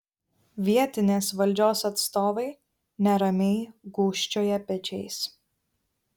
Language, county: Lithuanian, Vilnius